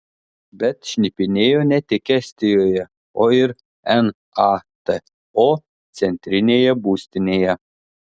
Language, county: Lithuanian, Telšiai